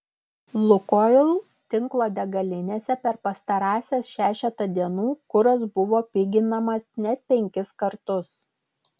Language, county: Lithuanian, Klaipėda